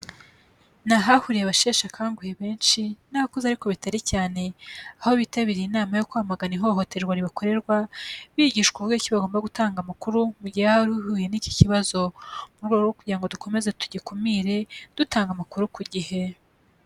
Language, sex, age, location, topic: Kinyarwanda, female, 25-35, Kigali, health